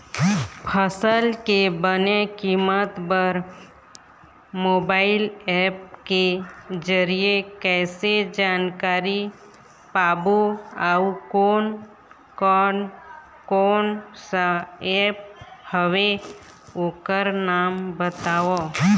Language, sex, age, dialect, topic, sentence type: Chhattisgarhi, female, 25-30, Eastern, agriculture, question